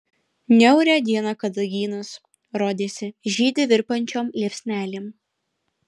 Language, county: Lithuanian, Alytus